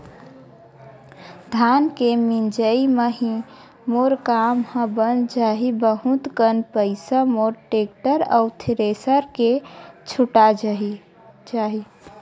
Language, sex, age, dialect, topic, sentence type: Chhattisgarhi, female, 18-24, Western/Budati/Khatahi, banking, statement